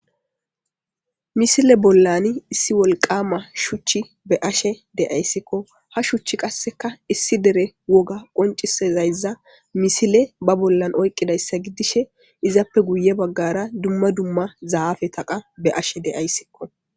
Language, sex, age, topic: Gamo, female, 18-24, government